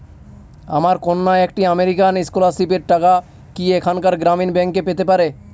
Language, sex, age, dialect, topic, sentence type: Bengali, male, 18-24, Northern/Varendri, banking, question